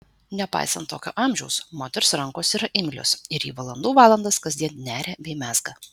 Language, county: Lithuanian, Vilnius